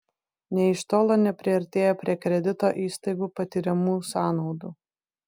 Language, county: Lithuanian, Vilnius